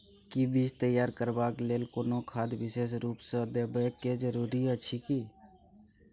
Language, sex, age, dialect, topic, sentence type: Maithili, male, 31-35, Bajjika, agriculture, question